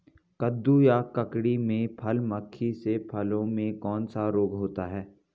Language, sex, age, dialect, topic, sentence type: Hindi, male, 41-45, Garhwali, agriculture, question